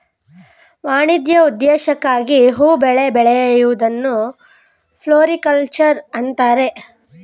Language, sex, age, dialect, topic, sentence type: Kannada, female, 25-30, Mysore Kannada, agriculture, statement